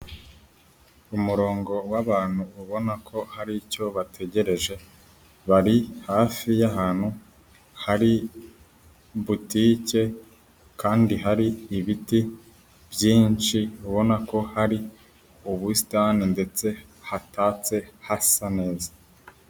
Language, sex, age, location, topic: Kinyarwanda, male, 18-24, Huye, government